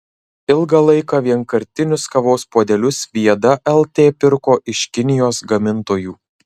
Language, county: Lithuanian, Marijampolė